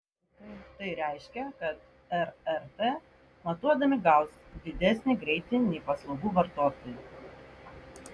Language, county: Lithuanian, Vilnius